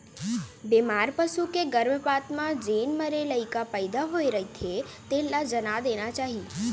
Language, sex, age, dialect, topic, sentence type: Chhattisgarhi, female, 41-45, Eastern, agriculture, statement